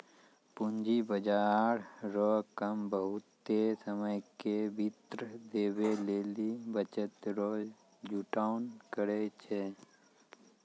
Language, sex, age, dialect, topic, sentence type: Maithili, male, 36-40, Angika, banking, statement